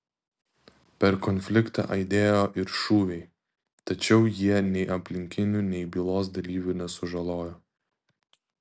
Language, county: Lithuanian, Vilnius